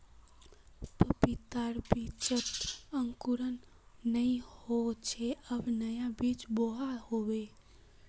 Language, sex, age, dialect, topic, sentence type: Magahi, female, 18-24, Northeastern/Surjapuri, agriculture, statement